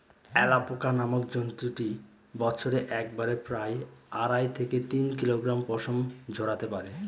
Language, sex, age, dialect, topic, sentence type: Bengali, male, 31-35, Northern/Varendri, agriculture, statement